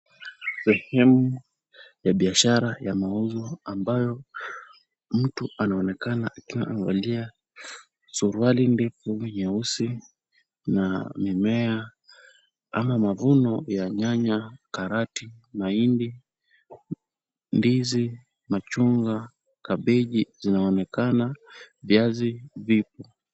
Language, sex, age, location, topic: Swahili, male, 18-24, Kisumu, finance